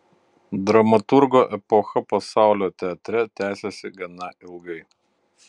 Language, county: Lithuanian, Utena